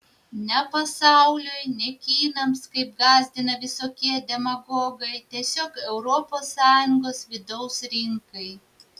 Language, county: Lithuanian, Vilnius